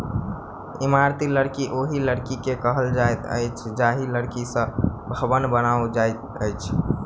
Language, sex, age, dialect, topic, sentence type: Maithili, male, 18-24, Southern/Standard, agriculture, statement